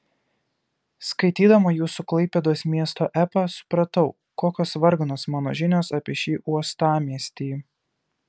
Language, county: Lithuanian, Kaunas